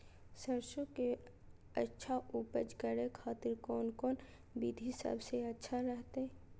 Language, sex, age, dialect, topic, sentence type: Magahi, female, 18-24, Southern, agriculture, question